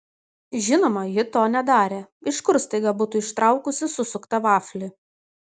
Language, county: Lithuanian, Kaunas